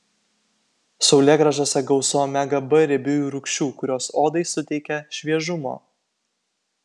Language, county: Lithuanian, Kaunas